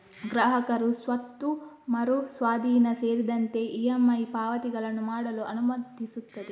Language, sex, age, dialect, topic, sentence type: Kannada, female, 18-24, Coastal/Dakshin, banking, statement